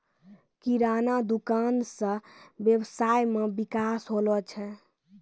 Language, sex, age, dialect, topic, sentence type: Maithili, female, 18-24, Angika, agriculture, statement